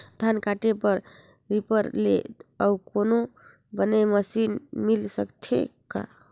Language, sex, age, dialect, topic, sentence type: Chhattisgarhi, female, 25-30, Northern/Bhandar, agriculture, question